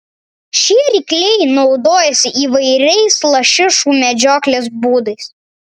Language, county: Lithuanian, Vilnius